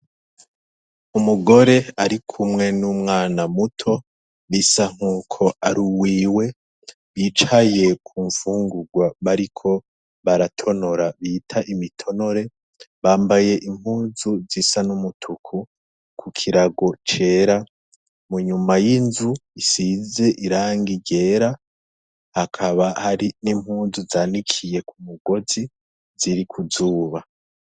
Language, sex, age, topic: Rundi, male, 18-24, agriculture